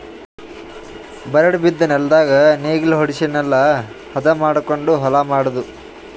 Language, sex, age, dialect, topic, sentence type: Kannada, male, 18-24, Northeastern, agriculture, statement